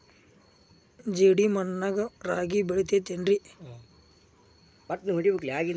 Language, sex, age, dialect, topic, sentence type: Kannada, male, 46-50, Dharwad Kannada, agriculture, question